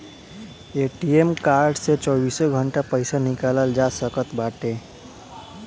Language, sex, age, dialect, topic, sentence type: Bhojpuri, male, 18-24, Northern, banking, statement